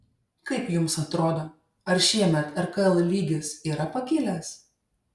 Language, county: Lithuanian, Šiauliai